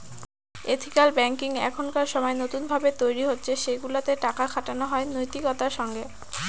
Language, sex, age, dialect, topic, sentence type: Bengali, female, <18, Northern/Varendri, banking, statement